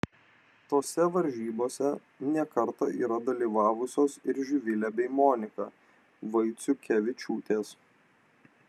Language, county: Lithuanian, Vilnius